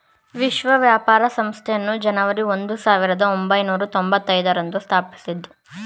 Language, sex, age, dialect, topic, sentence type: Kannada, male, 25-30, Mysore Kannada, banking, statement